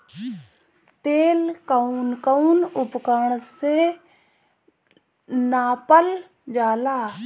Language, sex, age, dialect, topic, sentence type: Bhojpuri, female, 31-35, Northern, agriculture, question